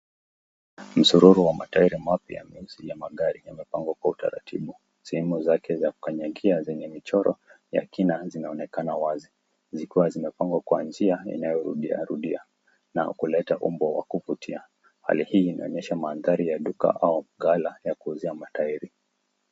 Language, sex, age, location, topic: Swahili, male, 18-24, Nakuru, finance